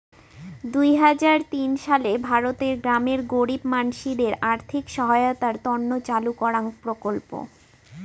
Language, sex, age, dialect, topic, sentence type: Bengali, female, 18-24, Rajbangshi, banking, statement